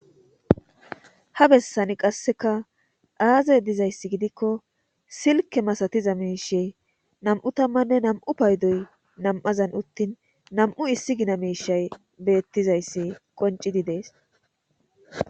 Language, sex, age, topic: Gamo, female, 18-24, government